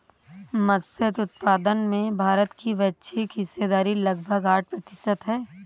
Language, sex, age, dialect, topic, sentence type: Hindi, female, 18-24, Awadhi Bundeli, agriculture, statement